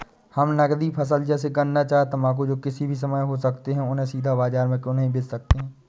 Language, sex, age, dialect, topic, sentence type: Hindi, male, 18-24, Awadhi Bundeli, agriculture, question